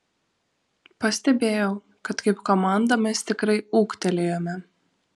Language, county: Lithuanian, Vilnius